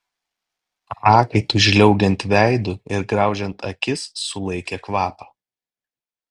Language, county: Lithuanian, Klaipėda